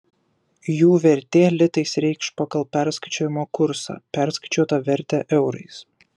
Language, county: Lithuanian, Kaunas